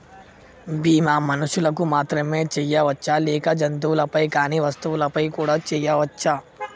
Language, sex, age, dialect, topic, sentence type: Telugu, female, 18-24, Telangana, banking, question